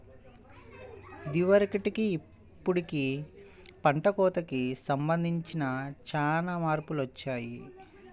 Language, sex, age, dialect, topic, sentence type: Telugu, male, 25-30, Central/Coastal, agriculture, statement